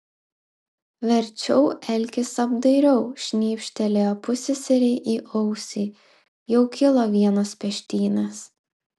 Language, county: Lithuanian, Klaipėda